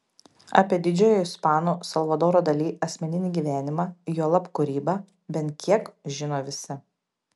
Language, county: Lithuanian, Panevėžys